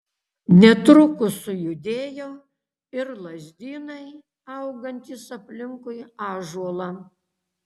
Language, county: Lithuanian, Kaunas